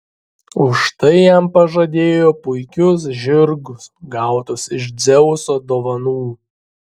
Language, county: Lithuanian, Šiauliai